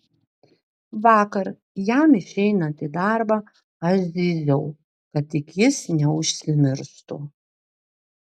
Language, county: Lithuanian, Klaipėda